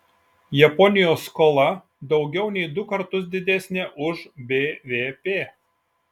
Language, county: Lithuanian, Šiauliai